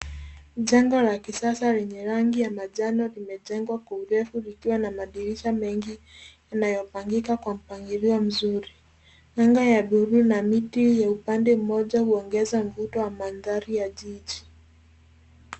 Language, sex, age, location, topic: Swahili, female, 18-24, Nairobi, finance